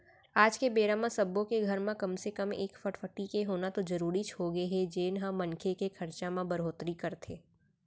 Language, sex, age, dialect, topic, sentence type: Chhattisgarhi, female, 18-24, Central, banking, statement